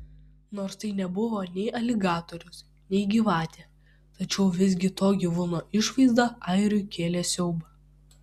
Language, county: Lithuanian, Vilnius